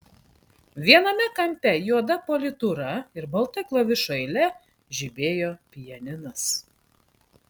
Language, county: Lithuanian, Klaipėda